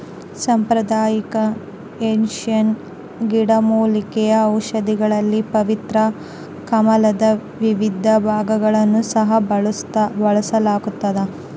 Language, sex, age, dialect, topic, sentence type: Kannada, female, 18-24, Central, agriculture, statement